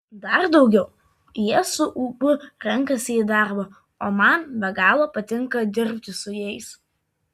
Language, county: Lithuanian, Vilnius